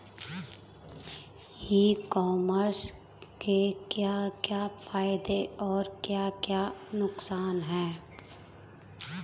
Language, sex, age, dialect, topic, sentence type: Hindi, female, 25-30, Marwari Dhudhari, agriculture, question